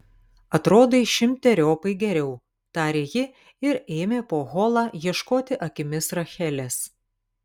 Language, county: Lithuanian, Kaunas